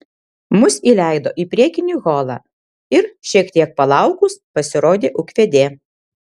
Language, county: Lithuanian, Kaunas